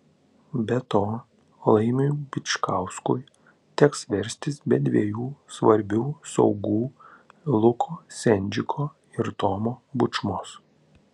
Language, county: Lithuanian, Panevėžys